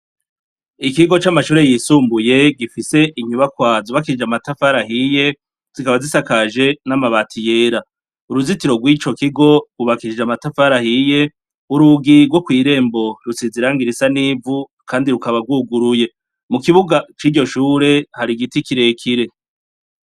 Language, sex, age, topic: Rundi, male, 36-49, education